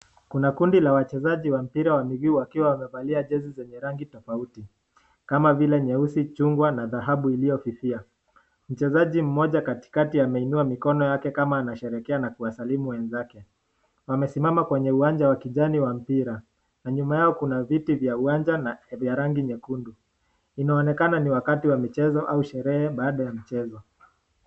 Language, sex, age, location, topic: Swahili, male, 18-24, Nakuru, government